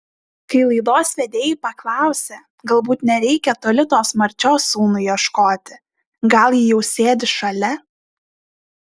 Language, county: Lithuanian, Šiauliai